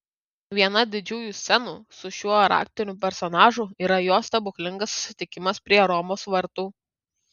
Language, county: Lithuanian, Kaunas